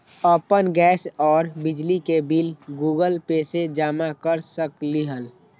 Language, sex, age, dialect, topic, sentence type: Magahi, male, 25-30, Western, banking, question